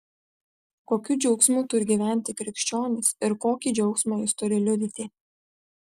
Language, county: Lithuanian, Vilnius